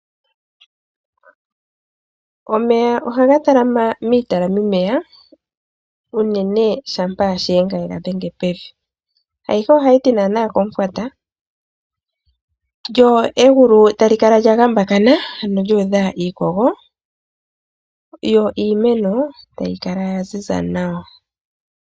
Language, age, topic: Oshiwambo, 25-35, agriculture